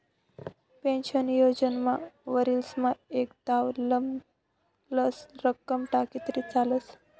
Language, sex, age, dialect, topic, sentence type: Marathi, male, 25-30, Northern Konkan, banking, statement